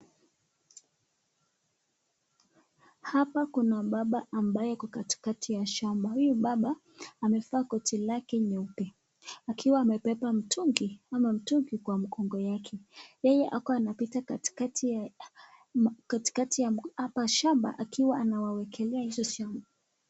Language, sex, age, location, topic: Swahili, male, 25-35, Nakuru, health